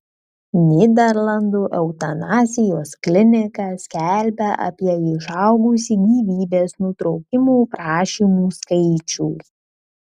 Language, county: Lithuanian, Kaunas